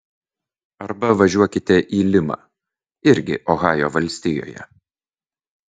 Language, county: Lithuanian, Vilnius